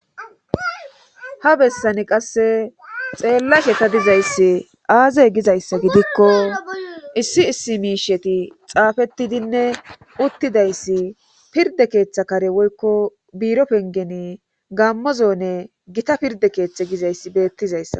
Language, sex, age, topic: Gamo, male, 18-24, government